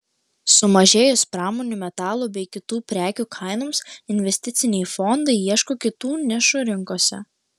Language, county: Lithuanian, Klaipėda